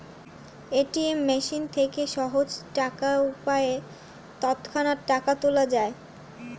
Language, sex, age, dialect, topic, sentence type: Bengali, female, 25-30, Standard Colloquial, banking, statement